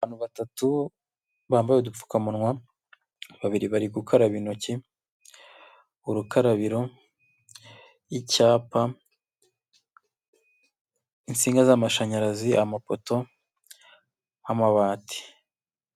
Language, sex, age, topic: Kinyarwanda, male, 25-35, health